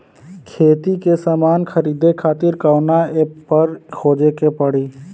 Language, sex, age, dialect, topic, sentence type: Bhojpuri, male, 18-24, Western, agriculture, question